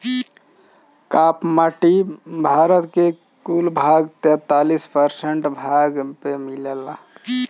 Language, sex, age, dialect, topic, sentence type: Bhojpuri, male, 25-30, Northern, agriculture, statement